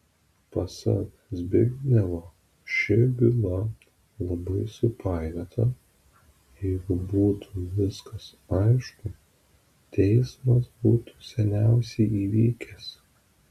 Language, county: Lithuanian, Vilnius